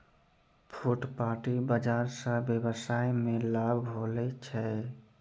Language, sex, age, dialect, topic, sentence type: Maithili, male, 25-30, Angika, agriculture, statement